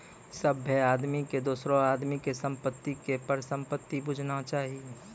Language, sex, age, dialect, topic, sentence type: Maithili, male, 25-30, Angika, banking, statement